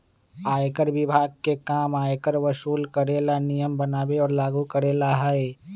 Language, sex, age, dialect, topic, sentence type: Magahi, male, 25-30, Western, banking, statement